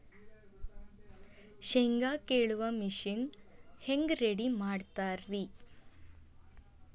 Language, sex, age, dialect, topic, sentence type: Kannada, female, 25-30, Dharwad Kannada, agriculture, question